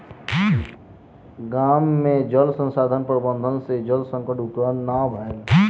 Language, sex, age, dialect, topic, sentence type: Maithili, male, 18-24, Southern/Standard, agriculture, statement